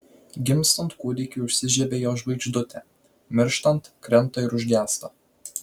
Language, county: Lithuanian, Vilnius